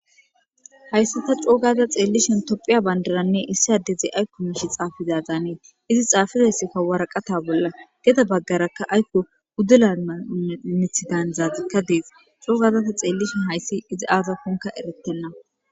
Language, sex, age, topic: Gamo, female, 18-24, government